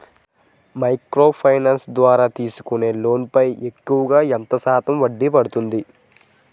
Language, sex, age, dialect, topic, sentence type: Telugu, male, 18-24, Utterandhra, banking, question